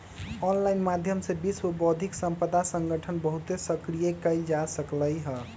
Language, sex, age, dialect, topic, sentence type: Magahi, male, 18-24, Western, banking, statement